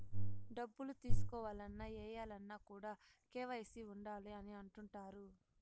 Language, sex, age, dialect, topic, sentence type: Telugu, female, 60-100, Southern, banking, statement